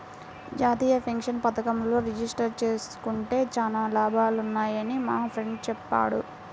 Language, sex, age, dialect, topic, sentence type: Telugu, female, 18-24, Central/Coastal, banking, statement